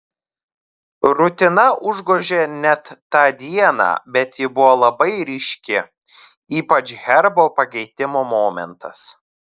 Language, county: Lithuanian, Telšiai